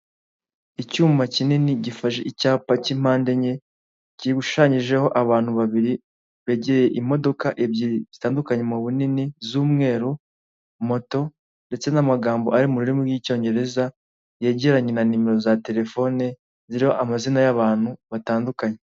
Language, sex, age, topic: Kinyarwanda, male, 18-24, finance